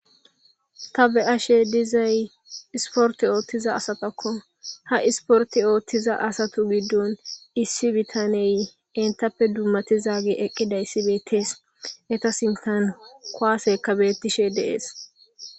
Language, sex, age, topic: Gamo, female, 18-24, government